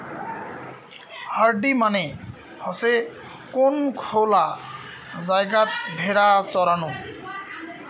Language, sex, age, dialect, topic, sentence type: Bengali, male, 25-30, Rajbangshi, agriculture, statement